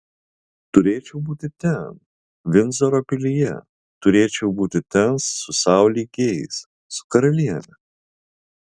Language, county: Lithuanian, Vilnius